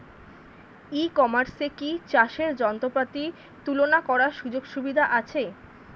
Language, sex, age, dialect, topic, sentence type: Bengali, female, 25-30, Standard Colloquial, agriculture, question